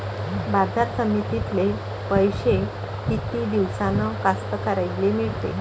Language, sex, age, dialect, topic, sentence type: Marathi, female, 25-30, Varhadi, agriculture, question